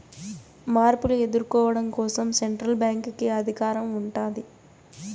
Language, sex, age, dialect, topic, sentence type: Telugu, female, 18-24, Southern, banking, statement